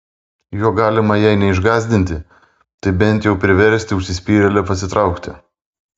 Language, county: Lithuanian, Vilnius